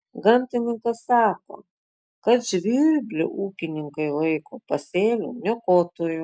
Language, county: Lithuanian, Klaipėda